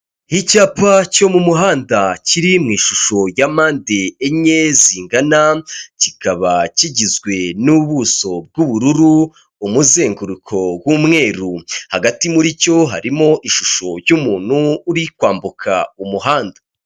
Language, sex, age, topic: Kinyarwanda, male, 25-35, government